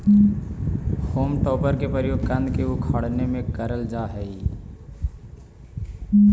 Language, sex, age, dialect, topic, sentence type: Magahi, male, 56-60, Central/Standard, banking, statement